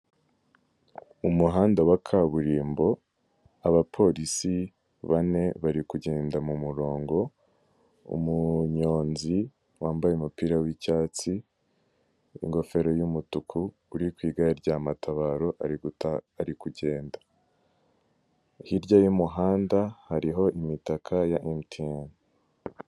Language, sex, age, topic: Kinyarwanda, male, 18-24, government